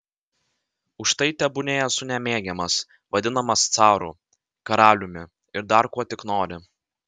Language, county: Lithuanian, Vilnius